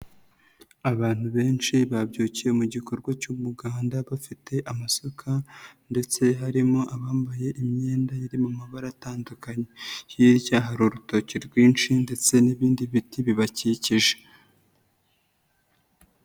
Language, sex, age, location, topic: Kinyarwanda, female, 25-35, Nyagatare, government